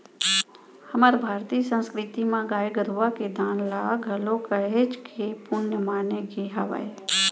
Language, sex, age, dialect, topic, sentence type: Chhattisgarhi, female, 41-45, Central, banking, statement